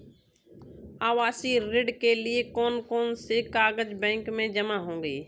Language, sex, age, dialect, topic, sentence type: Hindi, female, 25-30, Kanauji Braj Bhasha, banking, question